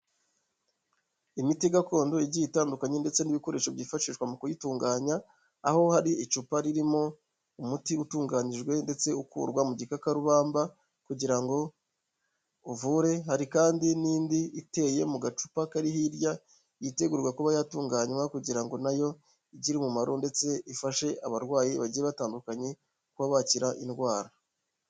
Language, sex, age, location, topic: Kinyarwanda, male, 25-35, Huye, health